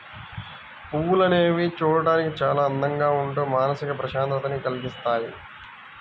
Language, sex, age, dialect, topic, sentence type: Telugu, male, 18-24, Central/Coastal, agriculture, statement